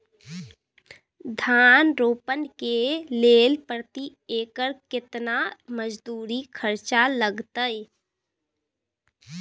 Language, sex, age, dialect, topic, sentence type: Maithili, female, 25-30, Bajjika, agriculture, question